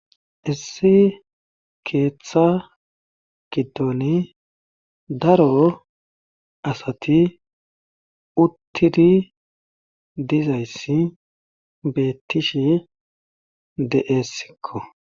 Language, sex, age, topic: Gamo, male, 25-35, government